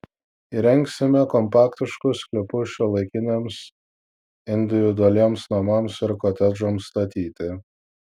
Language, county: Lithuanian, Vilnius